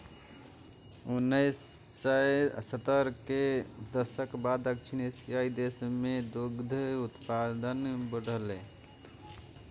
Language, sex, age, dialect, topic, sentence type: Maithili, male, 31-35, Eastern / Thethi, agriculture, statement